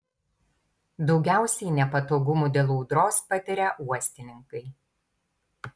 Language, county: Lithuanian, Tauragė